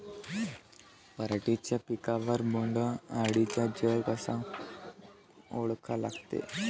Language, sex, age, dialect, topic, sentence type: Marathi, male, <18, Varhadi, agriculture, question